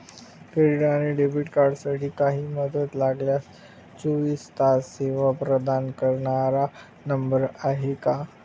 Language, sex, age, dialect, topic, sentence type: Marathi, male, 25-30, Standard Marathi, banking, question